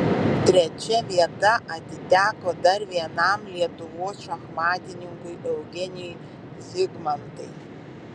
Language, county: Lithuanian, Vilnius